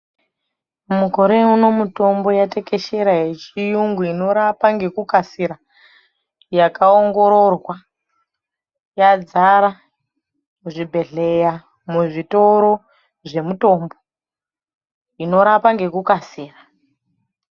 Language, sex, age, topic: Ndau, female, 25-35, health